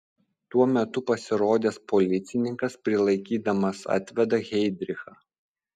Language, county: Lithuanian, Vilnius